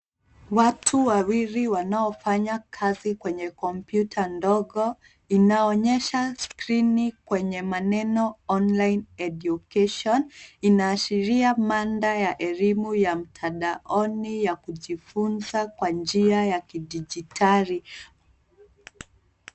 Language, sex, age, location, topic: Swahili, female, 25-35, Nairobi, education